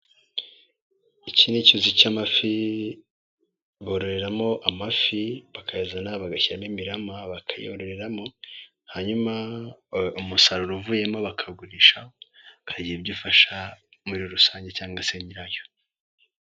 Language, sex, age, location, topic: Kinyarwanda, male, 18-24, Nyagatare, agriculture